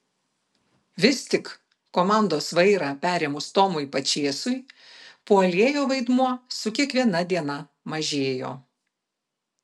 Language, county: Lithuanian, Vilnius